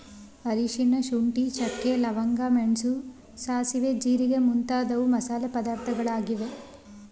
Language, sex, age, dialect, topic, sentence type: Kannada, female, 18-24, Mysore Kannada, agriculture, statement